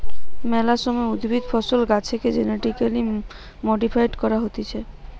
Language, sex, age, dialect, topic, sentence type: Bengali, female, 18-24, Western, agriculture, statement